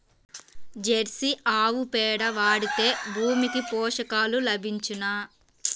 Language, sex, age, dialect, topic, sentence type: Telugu, female, 18-24, Central/Coastal, agriculture, question